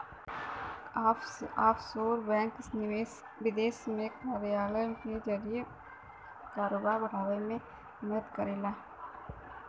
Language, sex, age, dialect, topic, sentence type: Bhojpuri, female, 18-24, Western, banking, statement